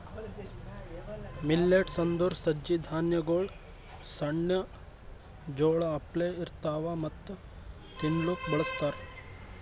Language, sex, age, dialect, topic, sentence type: Kannada, male, 18-24, Northeastern, agriculture, statement